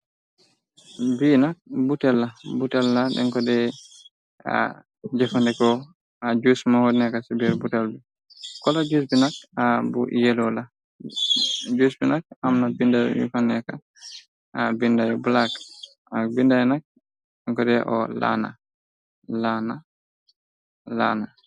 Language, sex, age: Wolof, male, 25-35